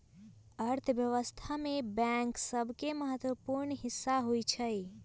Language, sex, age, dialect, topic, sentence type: Magahi, female, 18-24, Western, banking, statement